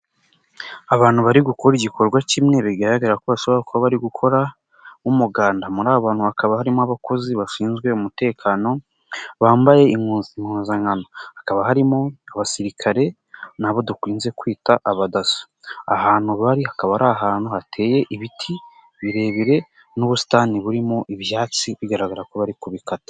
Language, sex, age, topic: Kinyarwanda, male, 18-24, government